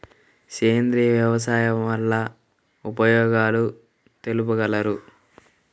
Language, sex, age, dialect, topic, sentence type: Telugu, male, 36-40, Central/Coastal, agriculture, question